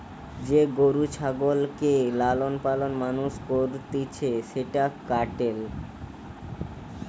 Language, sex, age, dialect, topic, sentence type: Bengali, male, <18, Western, agriculture, statement